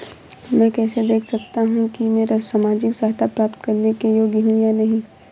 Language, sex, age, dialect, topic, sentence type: Hindi, female, 25-30, Marwari Dhudhari, banking, question